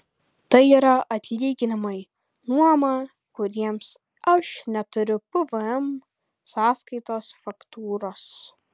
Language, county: Lithuanian, Kaunas